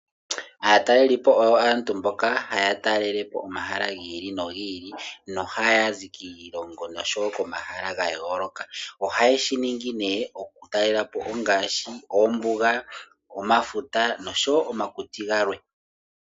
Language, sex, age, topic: Oshiwambo, male, 18-24, agriculture